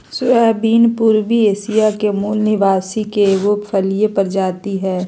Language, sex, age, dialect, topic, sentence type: Magahi, female, 25-30, Southern, agriculture, statement